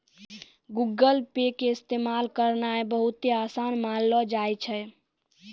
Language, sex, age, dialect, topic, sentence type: Maithili, female, 18-24, Angika, banking, statement